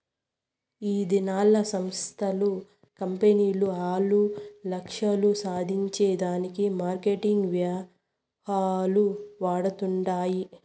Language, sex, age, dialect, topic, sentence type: Telugu, female, 56-60, Southern, banking, statement